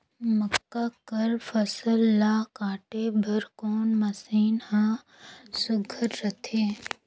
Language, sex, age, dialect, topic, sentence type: Chhattisgarhi, female, 18-24, Northern/Bhandar, agriculture, question